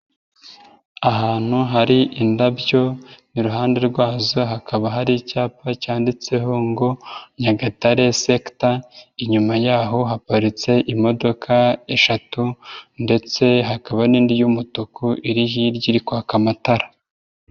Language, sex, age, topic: Kinyarwanda, male, 25-35, government